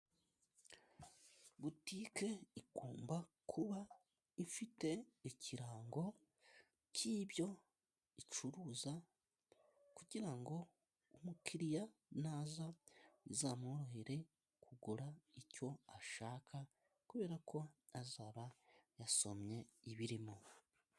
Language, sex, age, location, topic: Kinyarwanda, male, 25-35, Musanze, finance